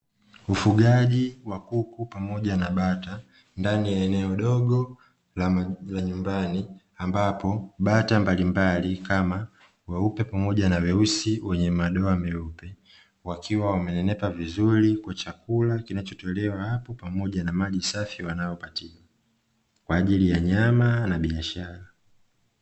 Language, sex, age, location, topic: Swahili, male, 25-35, Dar es Salaam, agriculture